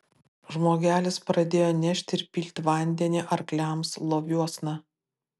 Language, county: Lithuanian, Utena